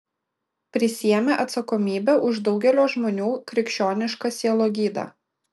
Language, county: Lithuanian, Klaipėda